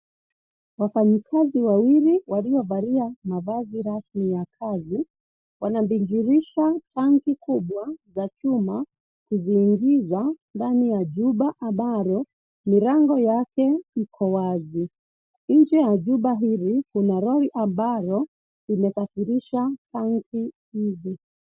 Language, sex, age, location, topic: Swahili, female, 36-49, Kisii, health